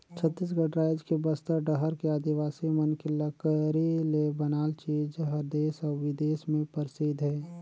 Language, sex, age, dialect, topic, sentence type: Chhattisgarhi, male, 36-40, Northern/Bhandar, agriculture, statement